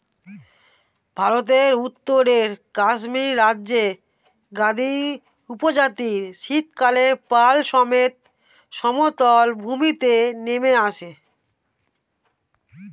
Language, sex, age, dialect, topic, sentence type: Bengali, female, <18, Standard Colloquial, agriculture, statement